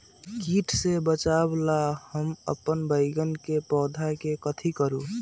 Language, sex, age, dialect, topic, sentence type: Magahi, male, 18-24, Western, agriculture, question